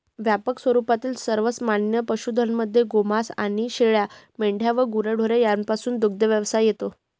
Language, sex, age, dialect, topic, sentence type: Marathi, female, 51-55, Northern Konkan, agriculture, statement